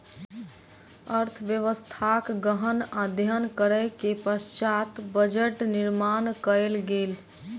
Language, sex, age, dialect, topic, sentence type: Maithili, female, 18-24, Southern/Standard, banking, statement